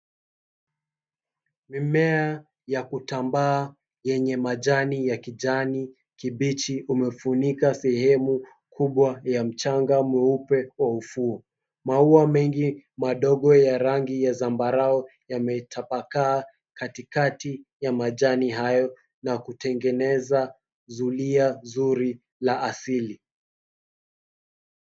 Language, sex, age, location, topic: Swahili, male, 25-35, Mombasa, agriculture